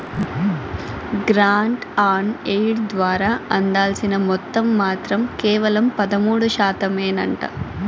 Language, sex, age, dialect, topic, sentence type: Telugu, female, 18-24, Southern, banking, statement